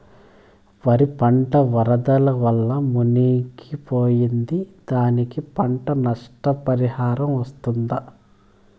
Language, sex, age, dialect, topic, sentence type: Telugu, male, 25-30, Southern, agriculture, question